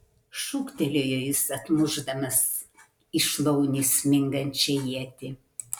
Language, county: Lithuanian, Kaunas